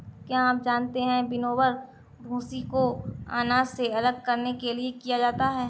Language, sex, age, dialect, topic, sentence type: Hindi, female, 25-30, Marwari Dhudhari, agriculture, statement